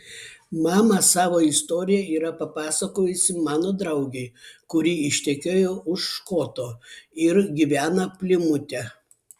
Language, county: Lithuanian, Vilnius